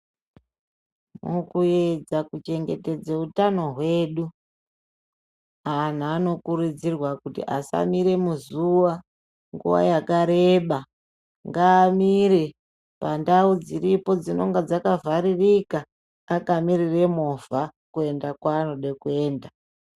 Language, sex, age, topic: Ndau, female, 36-49, education